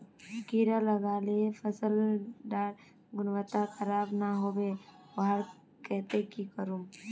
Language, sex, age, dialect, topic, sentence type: Magahi, female, 18-24, Northeastern/Surjapuri, agriculture, question